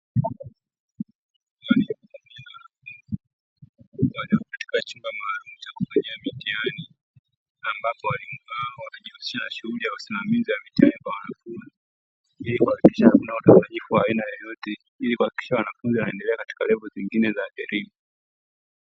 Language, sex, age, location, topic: Swahili, male, 25-35, Dar es Salaam, education